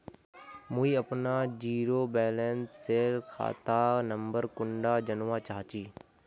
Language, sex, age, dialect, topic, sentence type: Magahi, male, 56-60, Northeastern/Surjapuri, banking, question